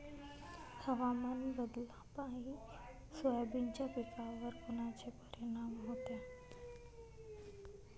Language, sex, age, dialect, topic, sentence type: Marathi, female, 18-24, Varhadi, agriculture, question